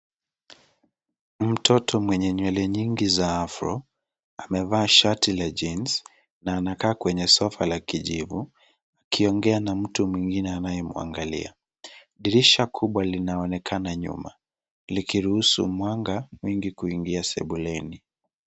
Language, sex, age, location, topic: Swahili, male, 25-35, Nairobi, education